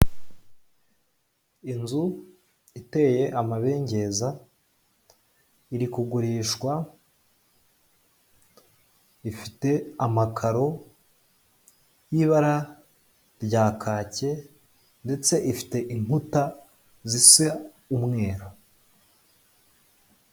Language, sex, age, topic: Kinyarwanda, male, 18-24, finance